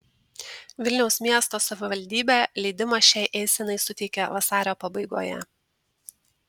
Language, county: Lithuanian, Tauragė